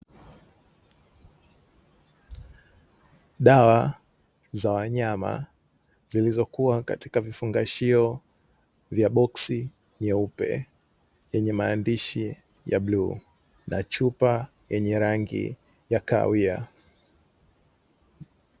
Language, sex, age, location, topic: Swahili, male, 25-35, Dar es Salaam, agriculture